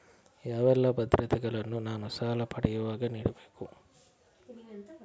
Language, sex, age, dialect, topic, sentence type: Kannada, male, 41-45, Coastal/Dakshin, banking, question